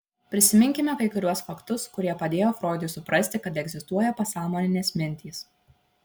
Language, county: Lithuanian, Šiauliai